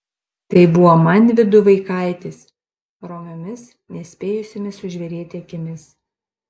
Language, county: Lithuanian, Panevėžys